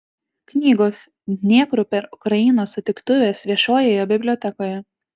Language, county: Lithuanian, Tauragė